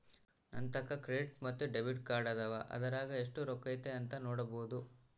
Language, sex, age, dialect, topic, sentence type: Kannada, male, 18-24, Central, banking, statement